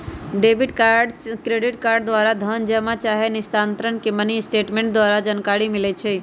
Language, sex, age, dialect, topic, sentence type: Magahi, male, 18-24, Western, banking, statement